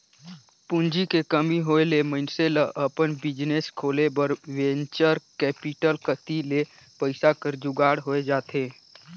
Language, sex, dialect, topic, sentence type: Chhattisgarhi, male, Northern/Bhandar, banking, statement